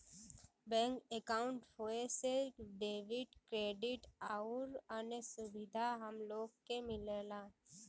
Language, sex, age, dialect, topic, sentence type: Bhojpuri, female, 18-24, Western, banking, statement